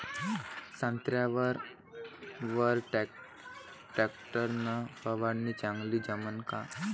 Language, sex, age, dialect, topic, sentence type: Marathi, male, 18-24, Varhadi, agriculture, question